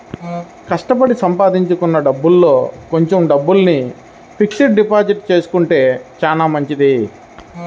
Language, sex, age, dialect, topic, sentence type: Telugu, male, 31-35, Central/Coastal, banking, statement